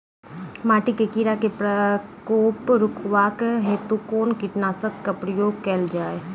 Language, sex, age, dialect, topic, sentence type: Maithili, female, 25-30, Southern/Standard, agriculture, question